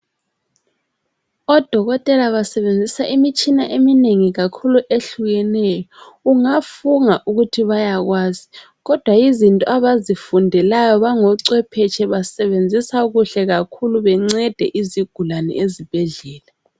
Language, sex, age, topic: North Ndebele, female, 18-24, health